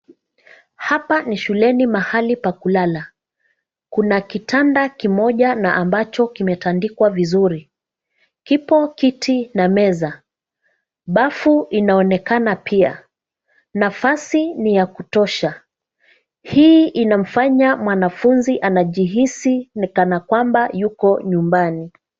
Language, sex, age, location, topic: Swahili, female, 36-49, Nairobi, education